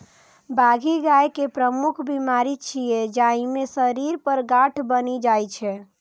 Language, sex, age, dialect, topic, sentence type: Maithili, female, 18-24, Eastern / Thethi, agriculture, statement